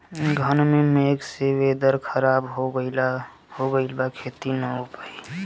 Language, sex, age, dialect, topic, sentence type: Bhojpuri, male, 18-24, Southern / Standard, agriculture, question